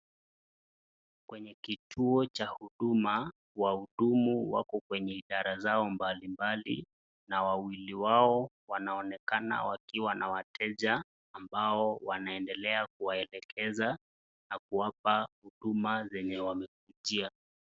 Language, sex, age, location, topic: Swahili, male, 25-35, Nakuru, government